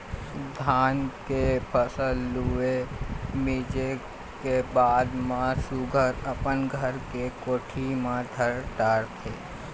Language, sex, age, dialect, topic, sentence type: Chhattisgarhi, male, 51-55, Eastern, agriculture, statement